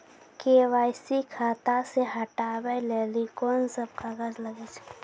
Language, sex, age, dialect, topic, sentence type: Maithili, female, 18-24, Angika, banking, question